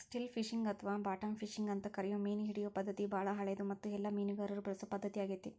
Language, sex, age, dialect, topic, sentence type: Kannada, female, 41-45, Dharwad Kannada, agriculture, statement